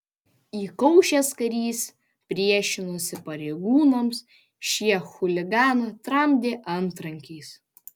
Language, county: Lithuanian, Panevėžys